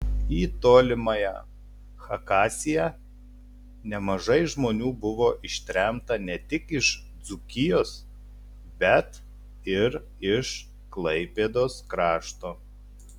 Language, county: Lithuanian, Telšiai